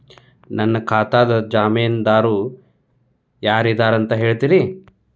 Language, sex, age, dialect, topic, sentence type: Kannada, male, 31-35, Dharwad Kannada, banking, question